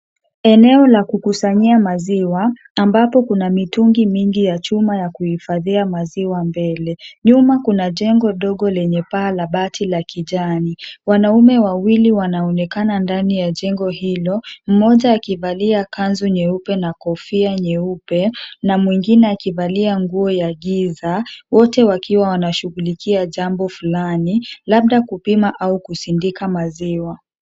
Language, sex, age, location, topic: Swahili, female, 50+, Kisumu, agriculture